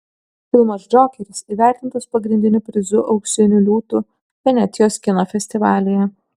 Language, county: Lithuanian, Kaunas